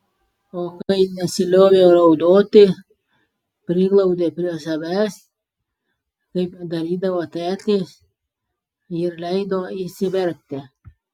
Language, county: Lithuanian, Klaipėda